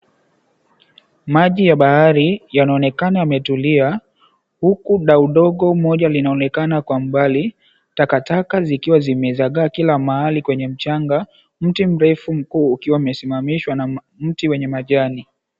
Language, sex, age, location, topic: Swahili, male, 18-24, Mombasa, government